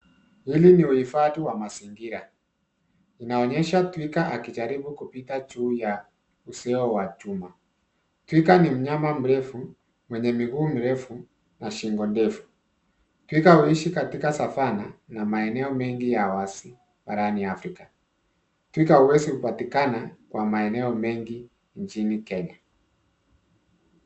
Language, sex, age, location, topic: Swahili, male, 36-49, Nairobi, government